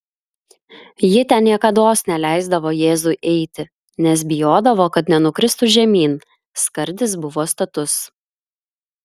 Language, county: Lithuanian, Klaipėda